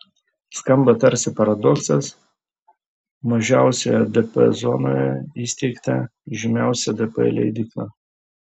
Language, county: Lithuanian, Vilnius